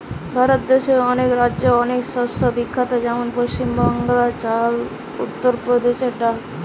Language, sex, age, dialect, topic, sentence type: Bengali, female, 18-24, Western, agriculture, statement